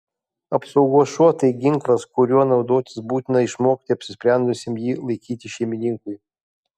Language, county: Lithuanian, Kaunas